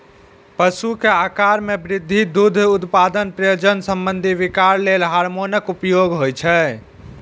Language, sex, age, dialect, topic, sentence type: Maithili, male, 51-55, Eastern / Thethi, agriculture, statement